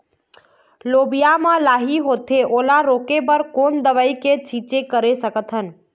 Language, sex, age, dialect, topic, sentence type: Chhattisgarhi, female, 41-45, Eastern, agriculture, question